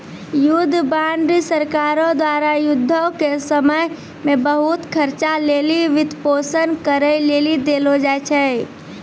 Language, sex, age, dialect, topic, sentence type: Maithili, female, 18-24, Angika, banking, statement